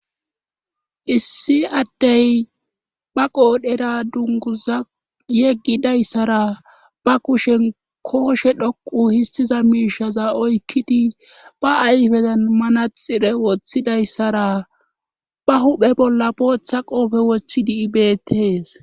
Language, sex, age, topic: Gamo, male, 25-35, government